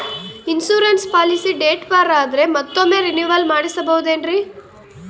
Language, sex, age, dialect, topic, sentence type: Kannada, female, 18-24, Central, banking, question